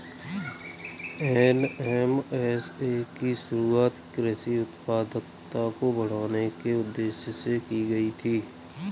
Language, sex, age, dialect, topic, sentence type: Hindi, male, 25-30, Kanauji Braj Bhasha, agriculture, statement